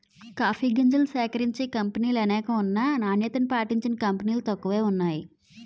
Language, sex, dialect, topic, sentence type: Telugu, female, Utterandhra, agriculture, statement